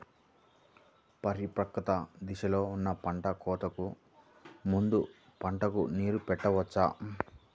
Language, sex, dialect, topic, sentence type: Telugu, male, Central/Coastal, agriculture, question